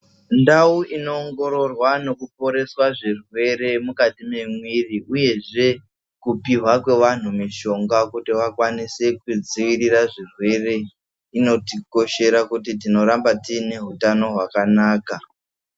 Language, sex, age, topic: Ndau, male, 25-35, health